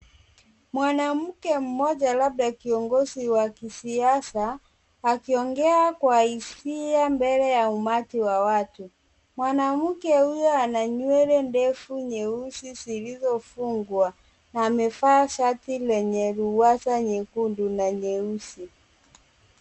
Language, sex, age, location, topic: Swahili, female, 36-49, Kisumu, government